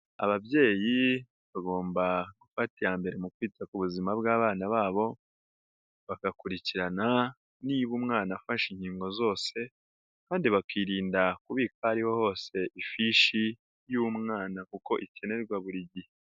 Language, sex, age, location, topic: Kinyarwanda, female, 18-24, Nyagatare, health